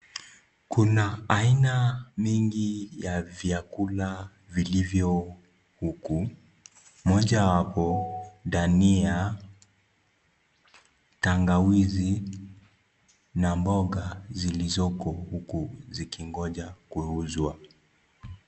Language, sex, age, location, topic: Swahili, male, 25-35, Kisii, finance